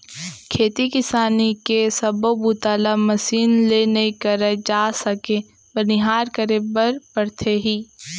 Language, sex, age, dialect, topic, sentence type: Chhattisgarhi, female, 18-24, Central, agriculture, statement